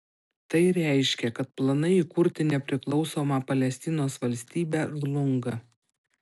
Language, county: Lithuanian, Panevėžys